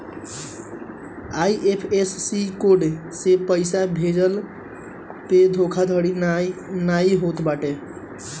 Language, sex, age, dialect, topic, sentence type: Bhojpuri, male, 18-24, Northern, banking, statement